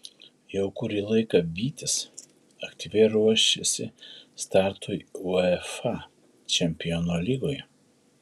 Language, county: Lithuanian, Šiauliai